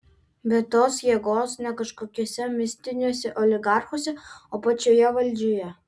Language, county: Lithuanian, Vilnius